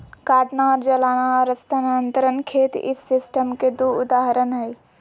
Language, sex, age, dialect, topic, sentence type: Magahi, female, 56-60, Western, agriculture, statement